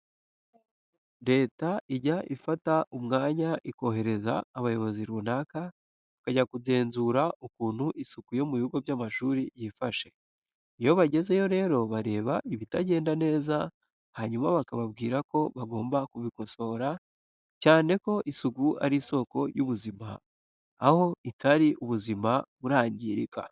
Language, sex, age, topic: Kinyarwanda, male, 18-24, education